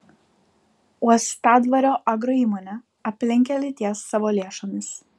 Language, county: Lithuanian, Vilnius